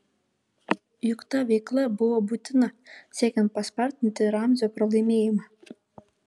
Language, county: Lithuanian, Kaunas